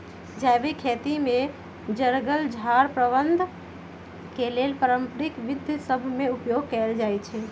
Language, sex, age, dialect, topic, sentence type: Magahi, female, 31-35, Western, agriculture, statement